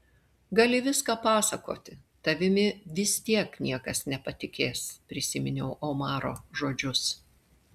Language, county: Lithuanian, Klaipėda